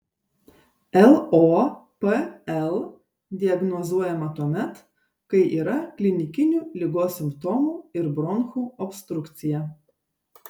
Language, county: Lithuanian, Šiauliai